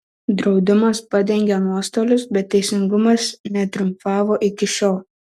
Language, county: Lithuanian, Šiauliai